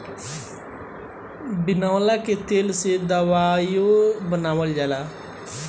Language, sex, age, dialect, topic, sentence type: Bhojpuri, male, 18-24, Northern, agriculture, statement